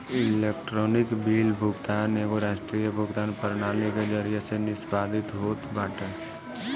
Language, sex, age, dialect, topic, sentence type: Bhojpuri, male, 18-24, Northern, banking, statement